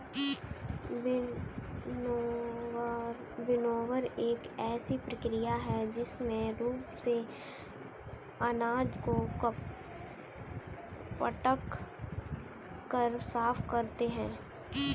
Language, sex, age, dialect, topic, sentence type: Hindi, female, 18-24, Kanauji Braj Bhasha, agriculture, statement